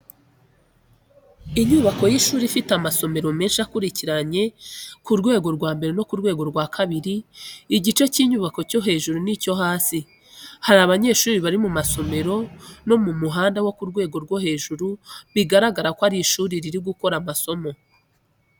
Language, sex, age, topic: Kinyarwanda, female, 25-35, education